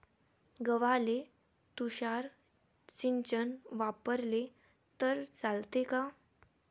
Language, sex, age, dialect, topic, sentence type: Marathi, female, 18-24, Varhadi, agriculture, question